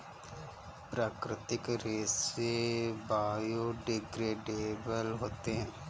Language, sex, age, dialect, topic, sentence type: Hindi, male, 25-30, Kanauji Braj Bhasha, agriculture, statement